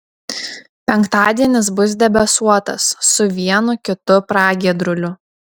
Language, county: Lithuanian, Šiauliai